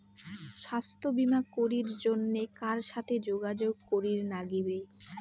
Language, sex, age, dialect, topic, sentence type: Bengali, female, 18-24, Rajbangshi, banking, question